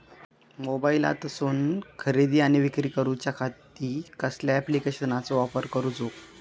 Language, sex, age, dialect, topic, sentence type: Marathi, male, 18-24, Southern Konkan, agriculture, question